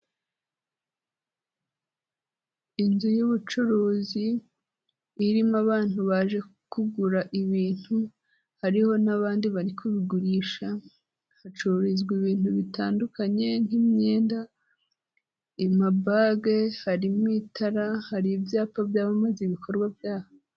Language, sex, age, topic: Kinyarwanda, female, 18-24, finance